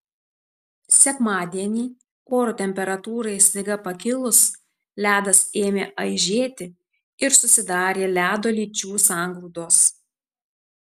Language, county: Lithuanian, Tauragė